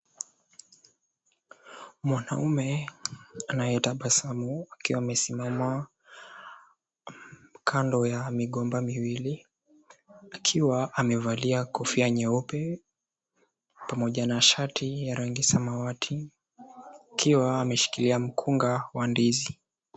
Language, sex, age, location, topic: Swahili, male, 18-24, Mombasa, agriculture